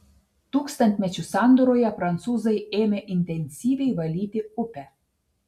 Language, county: Lithuanian, Telšiai